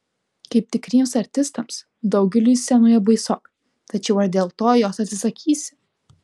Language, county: Lithuanian, Alytus